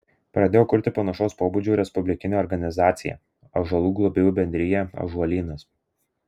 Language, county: Lithuanian, Marijampolė